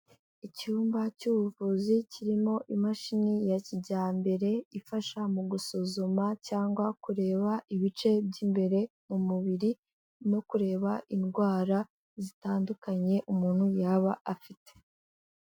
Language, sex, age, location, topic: Kinyarwanda, female, 18-24, Kigali, health